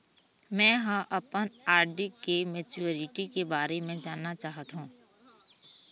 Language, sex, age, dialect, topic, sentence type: Chhattisgarhi, female, 25-30, Eastern, banking, statement